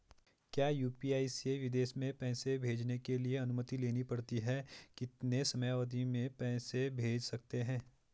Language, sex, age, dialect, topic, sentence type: Hindi, male, 25-30, Garhwali, banking, question